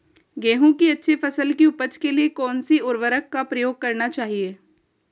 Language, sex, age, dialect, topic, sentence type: Hindi, female, 18-24, Marwari Dhudhari, agriculture, question